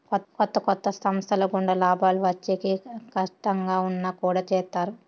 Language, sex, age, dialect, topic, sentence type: Telugu, female, 18-24, Southern, banking, statement